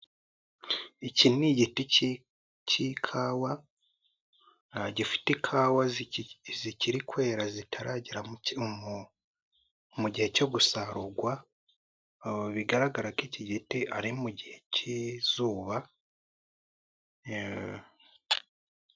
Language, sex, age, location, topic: Kinyarwanda, male, 18-24, Nyagatare, agriculture